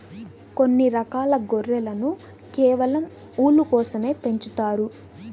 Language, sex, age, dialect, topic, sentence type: Telugu, female, 18-24, Central/Coastal, agriculture, statement